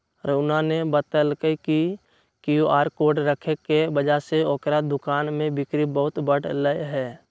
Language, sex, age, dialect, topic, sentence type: Magahi, male, 60-100, Western, banking, statement